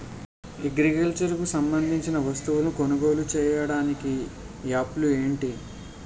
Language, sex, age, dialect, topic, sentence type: Telugu, male, 18-24, Utterandhra, agriculture, question